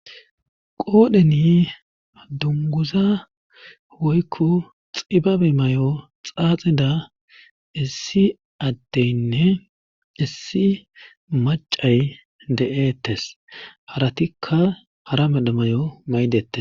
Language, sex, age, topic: Gamo, male, 25-35, government